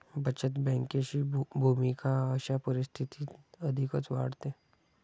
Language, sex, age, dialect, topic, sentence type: Marathi, male, 25-30, Standard Marathi, banking, statement